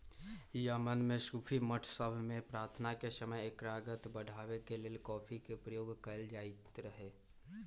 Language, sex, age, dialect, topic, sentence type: Magahi, male, 41-45, Western, agriculture, statement